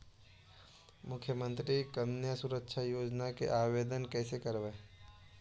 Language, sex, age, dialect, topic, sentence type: Magahi, male, 18-24, Central/Standard, banking, question